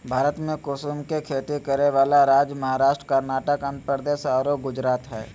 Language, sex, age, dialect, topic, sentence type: Magahi, male, 18-24, Southern, agriculture, statement